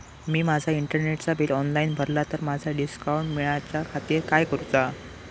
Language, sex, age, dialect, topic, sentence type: Marathi, male, 18-24, Southern Konkan, banking, question